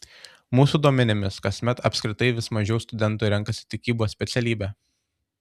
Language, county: Lithuanian, Tauragė